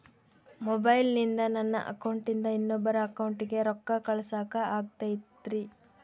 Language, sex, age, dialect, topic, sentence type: Kannada, female, 25-30, Central, banking, question